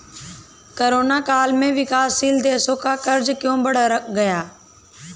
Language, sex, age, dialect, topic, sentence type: Hindi, female, 18-24, Awadhi Bundeli, banking, statement